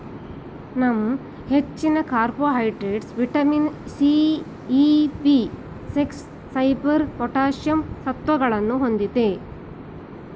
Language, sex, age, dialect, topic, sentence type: Kannada, female, 41-45, Mysore Kannada, agriculture, statement